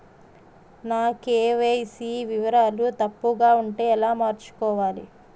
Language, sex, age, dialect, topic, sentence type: Telugu, female, 31-35, Utterandhra, banking, question